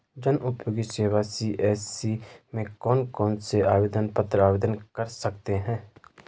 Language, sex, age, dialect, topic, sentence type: Hindi, male, 25-30, Garhwali, banking, question